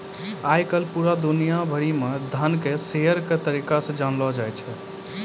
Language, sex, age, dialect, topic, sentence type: Maithili, male, 25-30, Angika, banking, statement